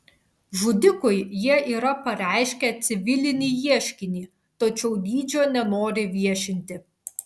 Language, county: Lithuanian, Vilnius